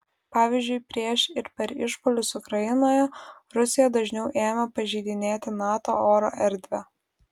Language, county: Lithuanian, Vilnius